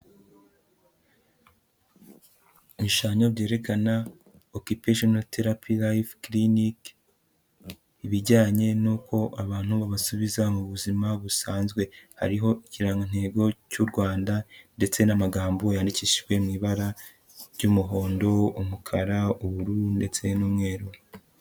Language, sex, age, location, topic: Kinyarwanda, female, 25-35, Huye, health